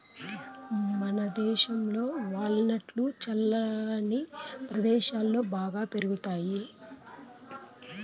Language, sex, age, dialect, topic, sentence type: Telugu, female, 41-45, Southern, agriculture, statement